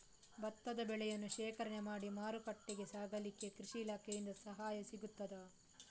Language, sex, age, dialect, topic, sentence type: Kannada, female, 18-24, Coastal/Dakshin, agriculture, question